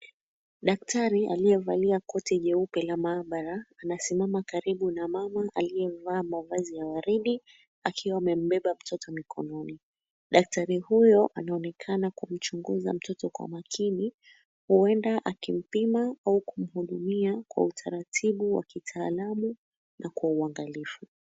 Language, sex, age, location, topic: Swahili, female, 25-35, Mombasa, health